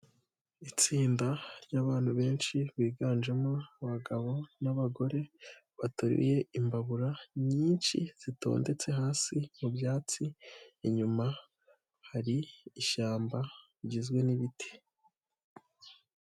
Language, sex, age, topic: Kinyarwanda, male, 18-24, finance